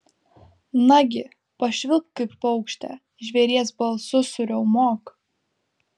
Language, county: Lithuanian, Vilnius